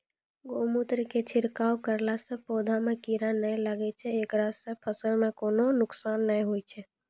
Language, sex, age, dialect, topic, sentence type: Maithili, female, 25-30, Angika, agriculture, question